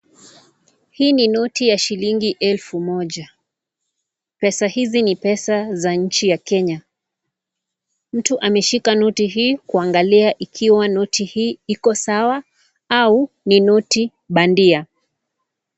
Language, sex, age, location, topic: Swahili, female, 25-35, Kisii, finance